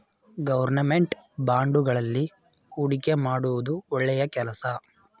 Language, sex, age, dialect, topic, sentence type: Kannada, male, 18-24, Mysore Kannada, banking, statement